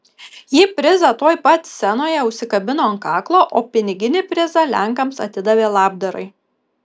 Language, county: Lithuanian, Kaunas